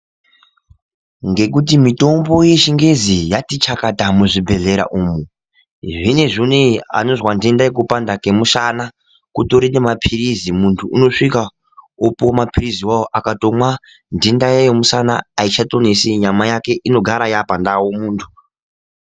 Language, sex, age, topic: Ndau, male, 18-24, health